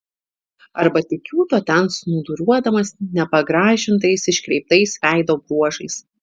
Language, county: Lithuanian, Šiauliai